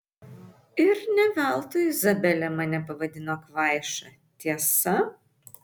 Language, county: Lithuanian, Vilnius